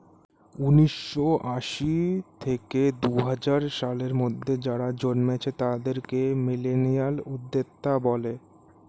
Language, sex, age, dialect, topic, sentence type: Bengali, male, 18-24, Standard Colloquial, banking, statement